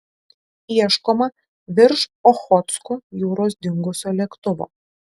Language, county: Lithuanian, Kaunas